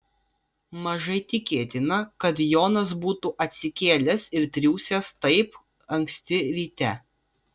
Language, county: Lithuanian, Vilnius